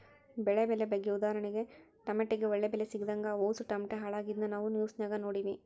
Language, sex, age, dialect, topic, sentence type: Kannada, female, 51-55, Central, agriculture, statement